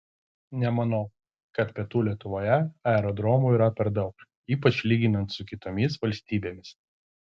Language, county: Lithuanian, Vilnius